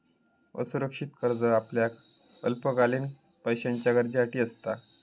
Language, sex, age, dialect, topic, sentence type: Marathi, male, 25-30, Southern Konkan, banking, statement